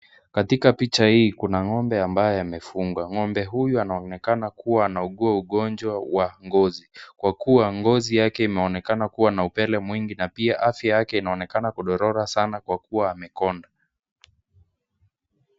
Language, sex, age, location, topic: Swahili, female, 18-24, Nakuru, agriculture